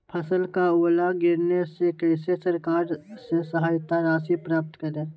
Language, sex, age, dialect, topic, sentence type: Magahi, male, 25-30, Western, agriculture, question